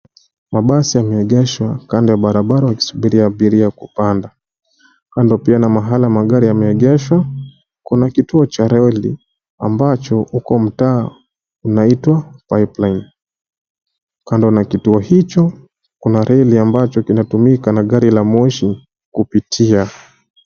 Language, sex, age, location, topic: Swahili, male, 25-35, Nairobi, government